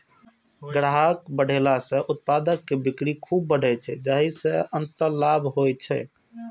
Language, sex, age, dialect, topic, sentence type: Maithili, male, 25-30, Eastern / Thethi, banking, statement